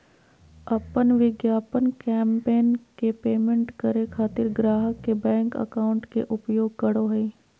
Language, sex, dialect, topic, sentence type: Magahi, female, Southern, banking, statement